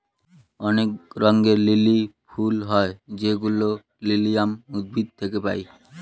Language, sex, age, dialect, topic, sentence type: Bengali, male, 18-24, Northern/Varendri, agriculture, statement